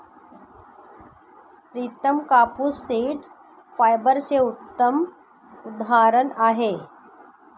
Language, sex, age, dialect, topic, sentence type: Marathi, female, 51-55, Northern Konkan, agriculture, statement